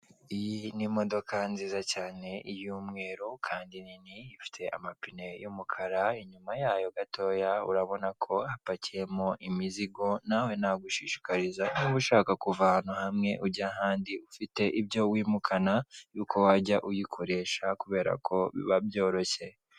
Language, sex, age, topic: Kinyarwanda, male, 18-24, government